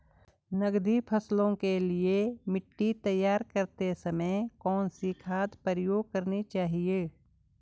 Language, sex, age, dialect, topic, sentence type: Hindi, female, 46-50, Garhwali, agriculture, question